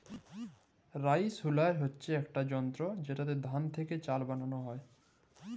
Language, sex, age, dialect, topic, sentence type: Bengali, male, 25-30, Jharkhandi, agriculture, statement